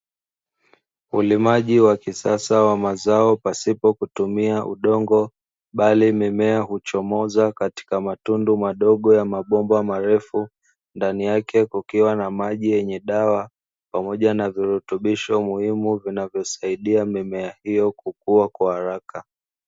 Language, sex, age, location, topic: Swahili, male, 25-35, Dar es Salaam, agriculture